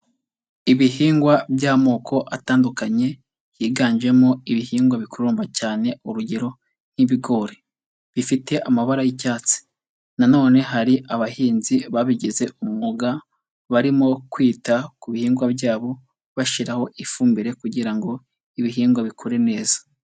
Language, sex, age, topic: Kinyarwanda, male, 18-24, agriculture